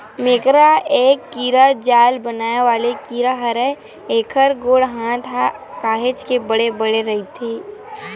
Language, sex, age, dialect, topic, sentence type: Chhattisgarhi, female, 25-30, Western/Budati/Khatahi, agriculture, statement